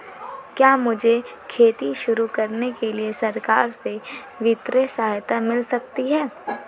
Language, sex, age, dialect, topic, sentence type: Hindi, female, 18-24, Marwari Dhudhari, agriculture, question